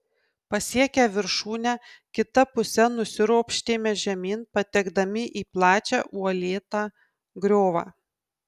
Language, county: Lithuanian, Kaunas